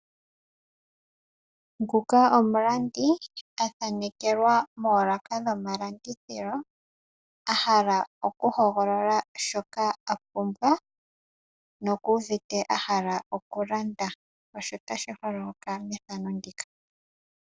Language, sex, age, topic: Oshiwambo, female, 18-24, finance